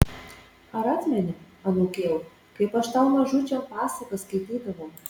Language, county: Lithuanian, Marijampolė